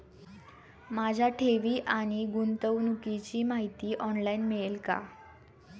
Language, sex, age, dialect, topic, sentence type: Marathi, female, 18-24, Standard Marathi, banking, question